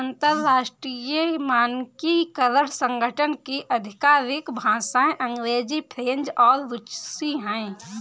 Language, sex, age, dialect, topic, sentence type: Hindi, female, 18-24, Awadhi Bundeli, banking, statement